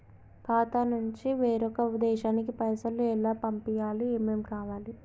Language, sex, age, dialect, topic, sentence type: Telugu, female, 18-24, Telangana, banking, question